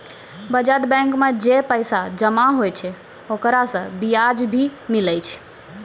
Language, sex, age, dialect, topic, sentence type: Maithili, female, 25-30, Angika, banking, statement